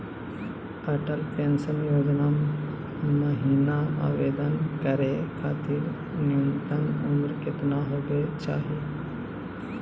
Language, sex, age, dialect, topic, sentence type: Magahi, male, 31-35, Southern, banking, question